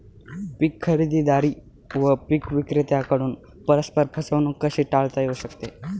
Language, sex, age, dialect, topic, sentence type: Marathi, male, 18-24, Northern Konkan, agriculture, question